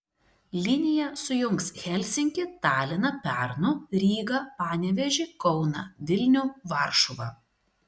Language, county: Lithuanian, Šiauliai